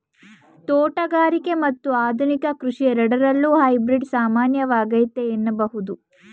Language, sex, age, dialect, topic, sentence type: Kannada, female, 18-24, Mysore Kannada, banking, statement